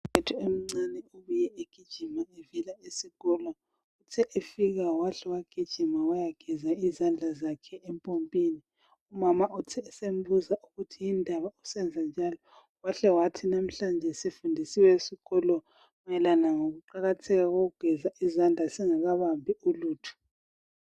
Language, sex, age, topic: North Ndebele, female, 18-24, health